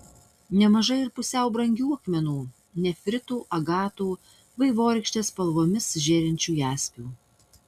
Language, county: Lithuanian, Utena